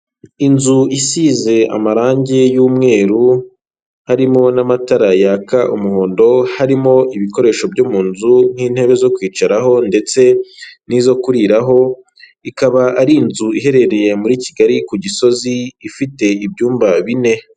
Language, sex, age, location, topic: Kinyarwanda, male, 25-35, Kigali, finance